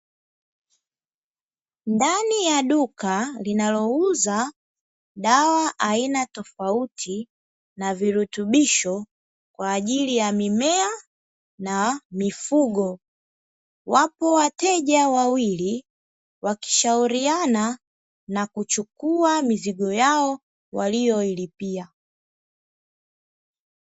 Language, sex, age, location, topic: Swahili, female, 25-35, Dar es Salaam, agriculture